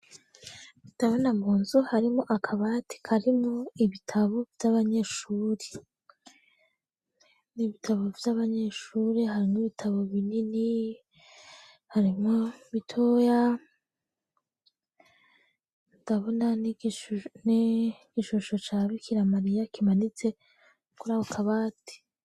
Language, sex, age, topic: Rundi, female, 18-24, education